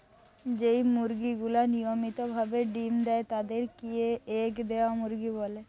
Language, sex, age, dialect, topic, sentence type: Bengali, female, 18-24, Western, agriculture, statement